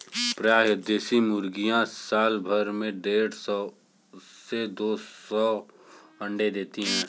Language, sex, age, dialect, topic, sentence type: Hindi, male, 18-24, Kanauji Braj Bhasha, agriculture, statement